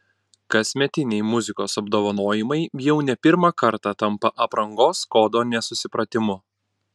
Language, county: Lithuanian, Panevėžys